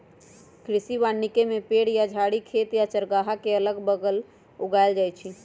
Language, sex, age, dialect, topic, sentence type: Magahi, female, 31-35, Western, agriculture, statement